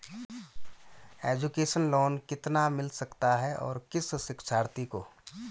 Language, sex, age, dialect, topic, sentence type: Hindi, male, 31-35, Garhwali, banking, question